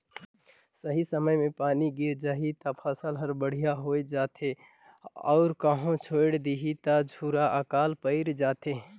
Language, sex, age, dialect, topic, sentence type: Chhattisgarhi, male, 51-55, Northern/Bhandar, banking, statement